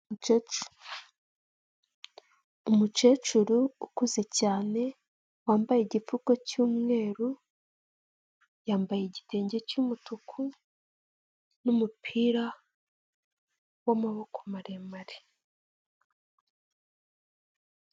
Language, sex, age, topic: Kinyarwanda, female, 25-35, health